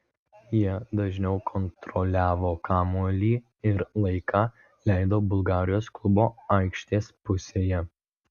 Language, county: Lithuanian, Vilnius